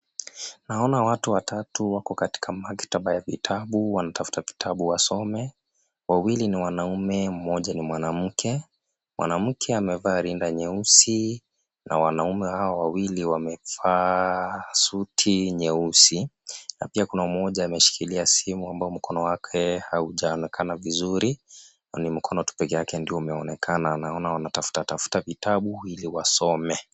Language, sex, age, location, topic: Swahili, male, 25-35, Nairobi, education